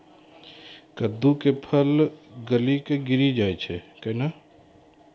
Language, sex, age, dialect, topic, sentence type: Maithili, male, 36-40, Angika, agriculture, question